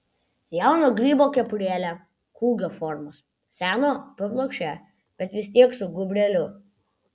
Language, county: Lithuanian, Vilnius